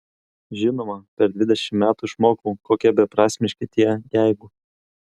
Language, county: Lithuanian, Kaunas